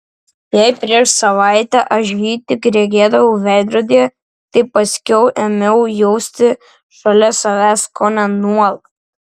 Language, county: Lithuanian, Vilnius